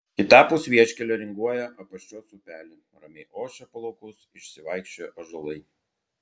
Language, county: Lithuanian, Klaipėda